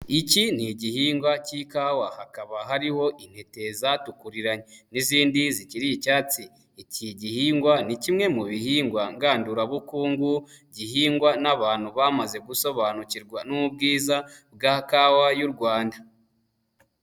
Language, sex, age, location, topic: Kinyarwanda, male, 25-35, Nyagatare, agriculture